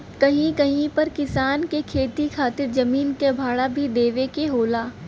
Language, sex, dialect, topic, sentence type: Bhojpuri, female, Western, agriculture, statement